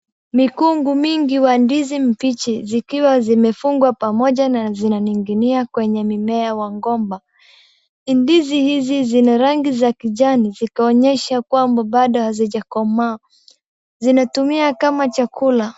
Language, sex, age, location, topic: Swahili, female, 18-24, Wajir, agriculture